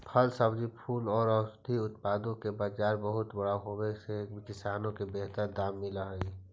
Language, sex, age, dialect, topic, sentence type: Magahi, male, 46-50, Central/Standard, agriculture, statement